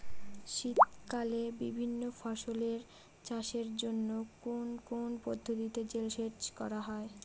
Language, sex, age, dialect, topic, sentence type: Bengali, female, 18-24, Northern/Varendri, agriculture, question